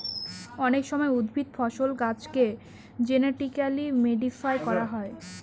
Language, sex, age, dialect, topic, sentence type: Bengali, female, 18-24, Northern/Varendri, agriculture, statement